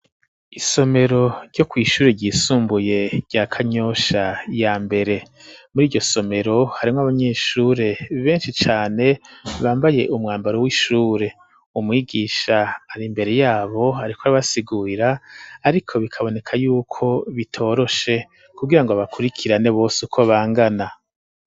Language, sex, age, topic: Rundi, male, 50+, education